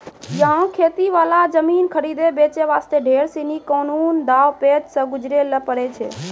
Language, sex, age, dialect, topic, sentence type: Maithili, female, 18-24, Angika, agriculture, statement